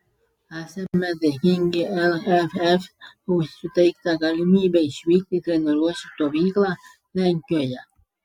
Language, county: Lithuanian, Klaipėda